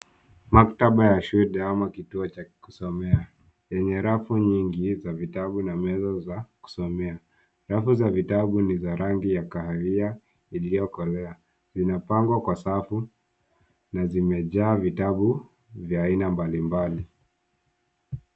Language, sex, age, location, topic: Swahili, male, 18-24, Nairobi, education